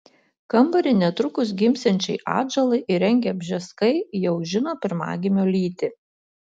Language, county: Lithuanian, Utena